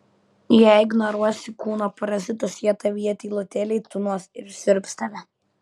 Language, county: Lithuanian, Kaunas